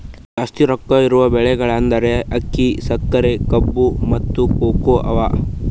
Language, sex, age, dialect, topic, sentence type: Kannada, male, 18-24, Northeastern, agriculture, statement